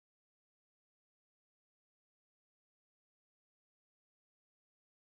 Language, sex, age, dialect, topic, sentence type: Telugu, female, 18-24, Southern, banking, statement